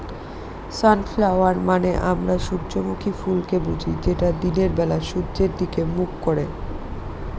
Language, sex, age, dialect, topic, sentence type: Bengali, female, 25-30, Northern/Varendri, agriculture, statement